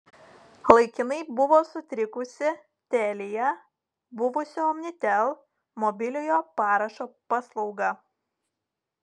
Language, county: Lithuanian, Telšiai